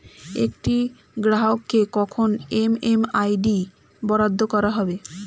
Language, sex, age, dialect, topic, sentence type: Bengali, female, 25-30, Standard Colloquial, banking, question